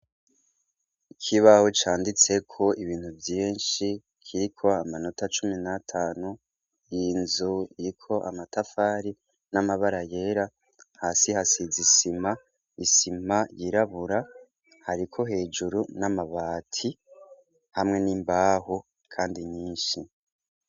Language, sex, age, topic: Rundi, male, 25-35, education